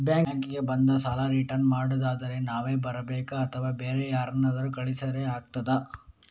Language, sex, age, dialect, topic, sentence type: Kannada, male, 36-40, Coastal/Dakshin, banking, question